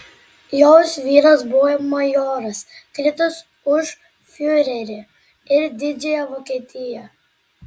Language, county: Lithuanian, Klaipėda